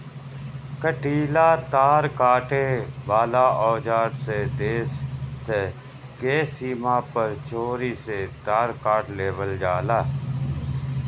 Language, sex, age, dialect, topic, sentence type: Bhojpuri, male, 41-45, Northern, agriculture, statement